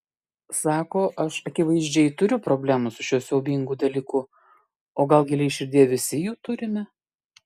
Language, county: Lithuanian, Klaipėda